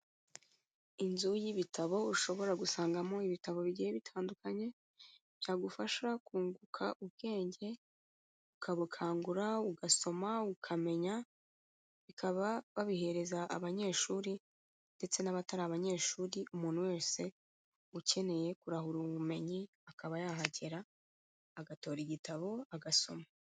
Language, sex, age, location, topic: Kinyarwanda, female, 36-49, Kigali, education